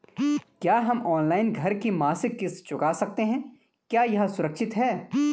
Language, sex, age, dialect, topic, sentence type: Hindi, male, 25-30, Garhwali, banking, question